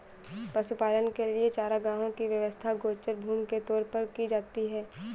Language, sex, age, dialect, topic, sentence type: Hindi, female, 18-24, Awadhi Bundeli, agriculture, statement